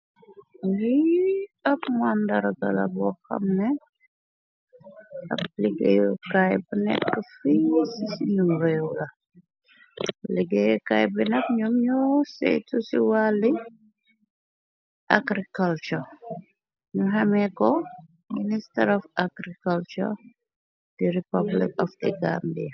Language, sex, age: Wolof, female, 18-24